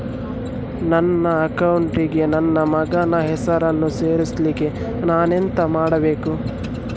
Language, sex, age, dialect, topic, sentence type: Kannada, male, 18-24, Coastal/Dakshin, banking, question